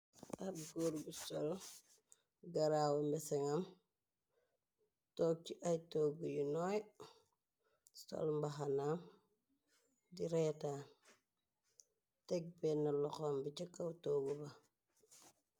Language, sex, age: Wolof, female, 25-35